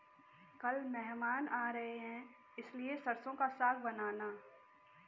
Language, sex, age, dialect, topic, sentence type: Hindi, female, 18-24, Kanauji Braj Bhasha, agriculture, statement